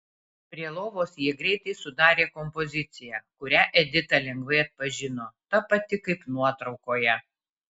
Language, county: Lithuanian, Kaunas